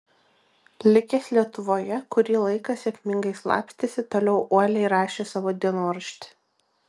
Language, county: Lithuanian, Vilnius